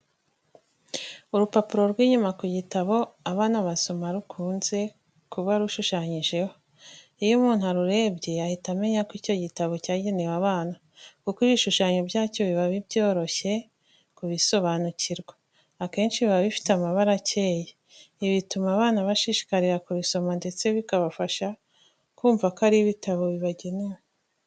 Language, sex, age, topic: Kinyarwanda, female, 25-35, education